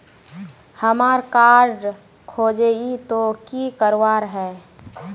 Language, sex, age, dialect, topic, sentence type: Magahi, female, 18-24, Northeastern/Surjapuri, banking, question